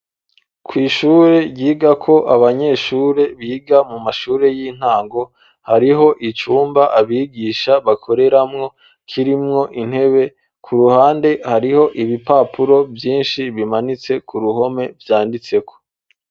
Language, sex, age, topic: Rundi, male, 25-35, education